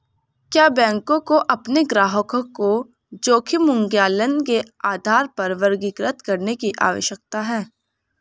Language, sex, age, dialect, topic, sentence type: Hindi, female, 18-24, Hindustani Malvi Khadi Boli, banking, question